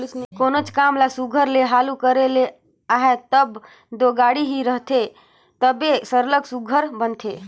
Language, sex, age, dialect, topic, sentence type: Chhattisgarhi, female, 25-30, Northern/Bhandar, agriculture, statement